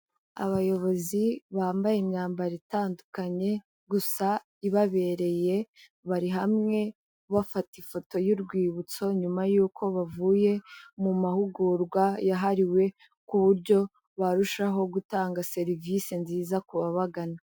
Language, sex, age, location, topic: Kinyarwanda, female, 18-24, Kigali, health